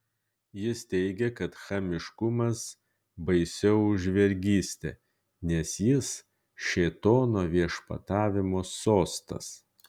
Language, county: Lithuanian, Kaunas